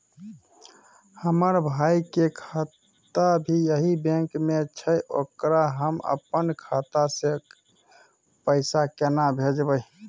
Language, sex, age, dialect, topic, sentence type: Maithili, male, 25-30, Bajjika, banking, question